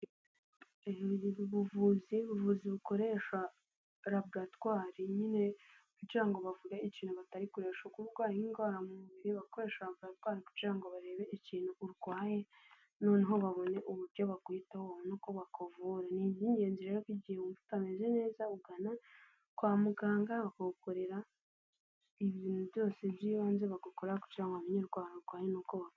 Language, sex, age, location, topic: Kinyarwanda, female, 18-24, Nyagatare, health